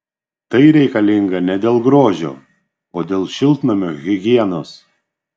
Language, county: Lithuanian, Šiauliai